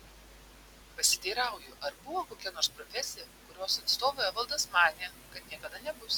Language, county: Lithuanian, Vilnius